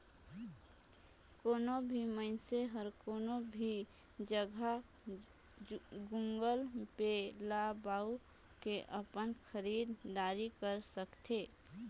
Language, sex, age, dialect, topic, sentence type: Chhattisgarhi, female, 31-35, Northern/Bhandar, banking, statement